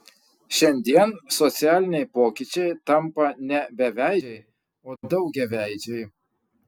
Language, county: Lithuanian, Kaunas